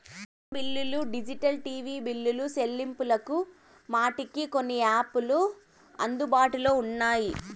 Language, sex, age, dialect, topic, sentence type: Telugu, female, 18-24, Southern, banking, statement